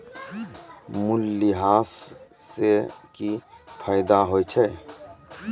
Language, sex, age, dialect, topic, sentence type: Maithili, male, 46-50, Angika, banking, statement